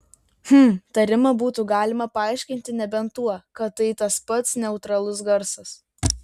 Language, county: Lithuanian, Vilnius